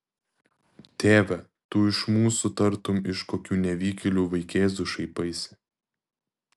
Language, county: Lithuanian, Vilnius